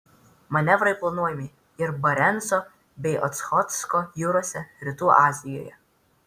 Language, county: Lithuanian, Vilnius